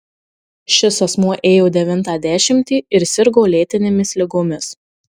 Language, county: Lithuanian, Marijampolė